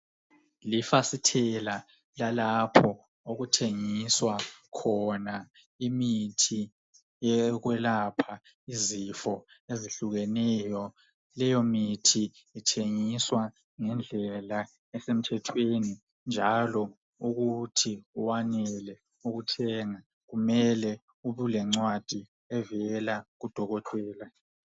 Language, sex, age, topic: North Ndebele, male, 25-35, health